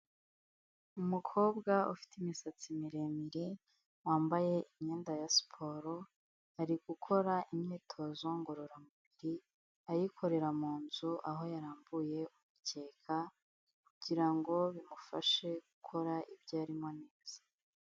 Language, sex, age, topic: Kinyarwanda, female, 18-24, health